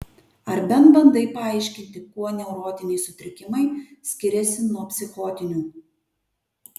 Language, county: Lithuanian, Kaunas